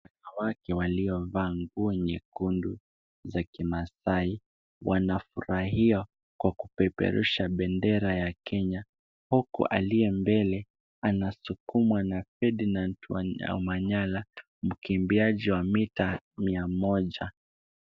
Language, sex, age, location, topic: Swahili, male, 18-24, Kisumu, education